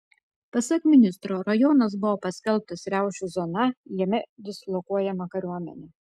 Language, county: Lithuanian, Kaunas